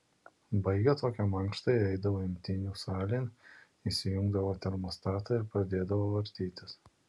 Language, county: Lithuanian, Alytus